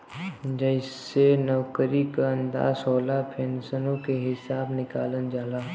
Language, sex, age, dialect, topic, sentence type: Bhojpuri, male, 41-45, Western, banking, statement